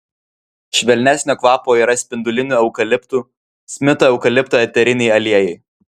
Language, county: Lithuanian, Vilnius